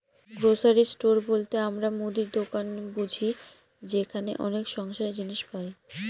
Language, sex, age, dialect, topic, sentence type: Bengali, female, 18-24, Northern/Varendri, agriculture, statement